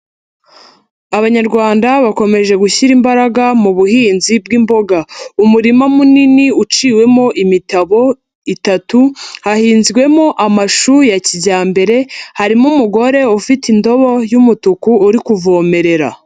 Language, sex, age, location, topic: Kinyarwanda, female, 50+, Nyagatare, agriculture